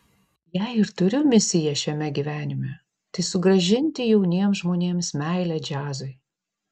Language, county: Lithuanian, Vilnius